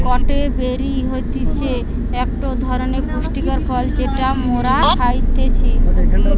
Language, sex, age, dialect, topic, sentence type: Bengali, female, 18-24, Western, agriculture, statement